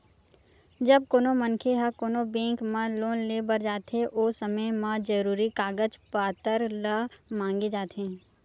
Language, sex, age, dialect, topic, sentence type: Chhattisgarhi, female, 18-24, Western/Budati/Khatahi, banking, statement